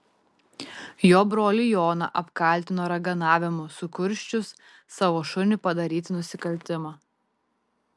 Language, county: Lithuanian, Tauragė